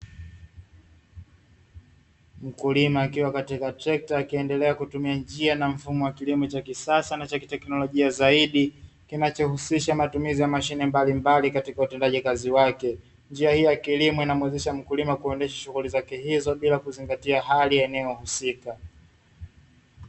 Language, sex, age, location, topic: Swahili, male, 25-35, Dar es Salaam, agriculture